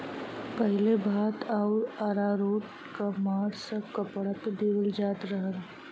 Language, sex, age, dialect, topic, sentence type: Bhojpuri, female, 25-30, Western, agriculture, statement